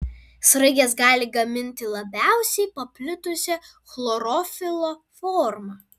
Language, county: Lithuanian, Vilnius